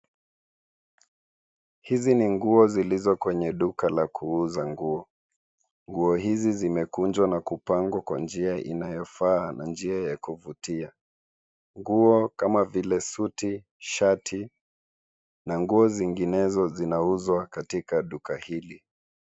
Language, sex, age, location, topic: Swahili, male, 25-35, Nairobi, finance